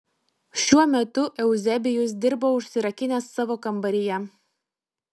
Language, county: Lithuanian, Vilnius